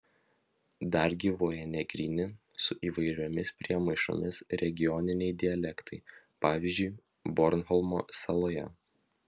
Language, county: Lithuanian, Vilnius